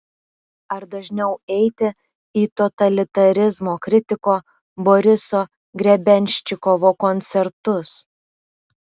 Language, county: Lithuanian, Alytus